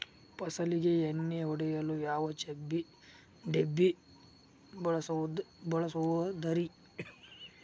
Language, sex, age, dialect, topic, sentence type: Kannada, male, 46-50, Dharwad Kannada, agriculture, question